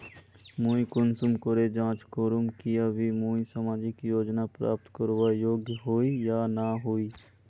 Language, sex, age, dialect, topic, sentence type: Magahi, male, 18-24, Northeastern/Surjapuri, banking, question